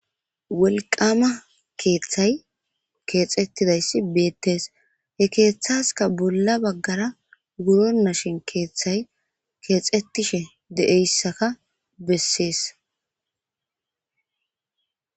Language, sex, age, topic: Gamo, male, 18-24, government